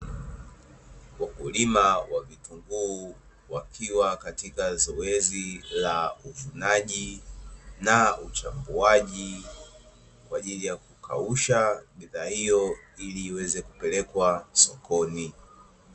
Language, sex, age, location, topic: Swahili, male, 25-35, Dar es Salaam, agriculture